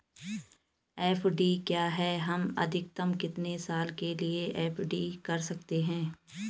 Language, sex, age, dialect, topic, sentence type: Hindi, female, 36-40, Garhwali, banking, question